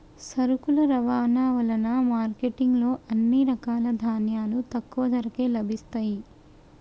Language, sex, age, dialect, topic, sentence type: Telugu, female, 18-24, Telangana, banking, statement